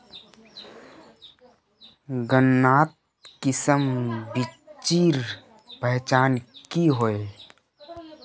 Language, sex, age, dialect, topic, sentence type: Magahi, male, 31-35, Northeastern/Surjapuri, agriculture, question